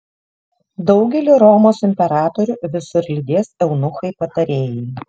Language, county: Lithuanian, Šiauliai